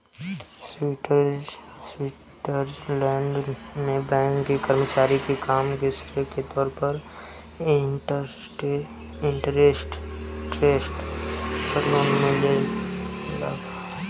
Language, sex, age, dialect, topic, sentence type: Bhojpuri, male, 18-24, Southern / Standard, banking, question